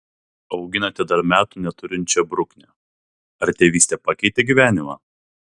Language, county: Lithuanian, Vilnius